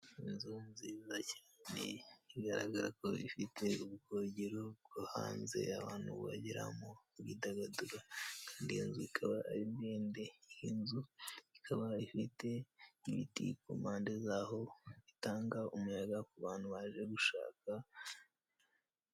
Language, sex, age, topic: Kinyarwanda, male, 18-24, finance